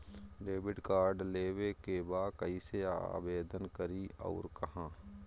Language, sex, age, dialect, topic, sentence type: Bhojpuri, male, 31-35, Northern, banking, question